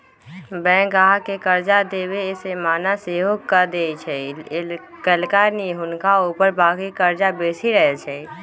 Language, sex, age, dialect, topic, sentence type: Magahi, female, 18-24, Western, banking, statement